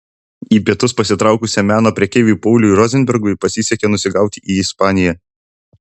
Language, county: Lithuanian, Utena